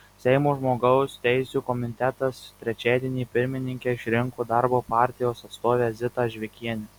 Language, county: Lithuanian, Marijampolė